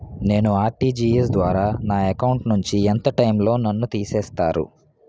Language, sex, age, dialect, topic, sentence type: Telugu, male, 18-24, Utterandhra, banking, question